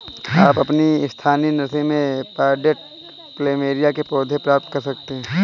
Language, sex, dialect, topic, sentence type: Hindi, male, Kanauji Braj Bhasha, agriculture, statement